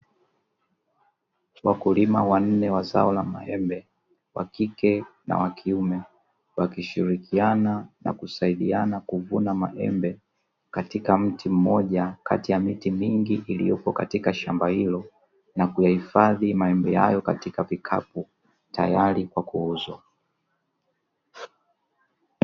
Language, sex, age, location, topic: Swahili, male, 25-35, Dar es Salaam, agriculture